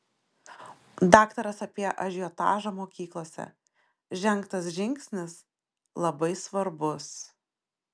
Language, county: Lithuanian, Šiauliai